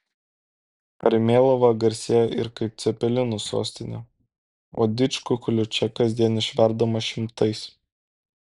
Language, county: Lithuanian, Kaunas